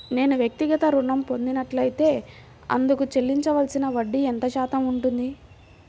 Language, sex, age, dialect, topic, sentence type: Telugu, female, 41-45, Central/Coastal, banking, question